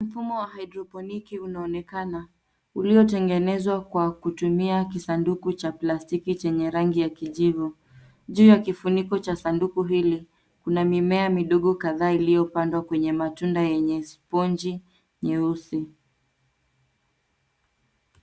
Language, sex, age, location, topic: Swahili, female, 18-24, Nairobi, agriculture